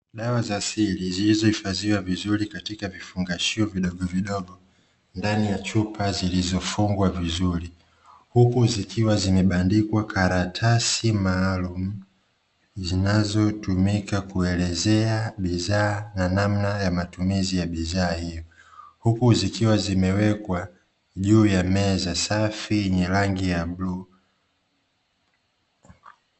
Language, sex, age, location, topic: Swahili, male, 25-35, Dar es Salaam, health